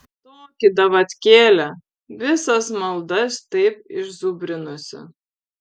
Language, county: Lithuanian, Vilnius